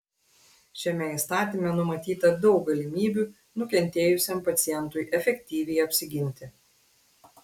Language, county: Lithuanian, Klaipėda